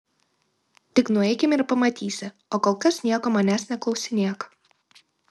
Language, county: Lithuanian, Kaunas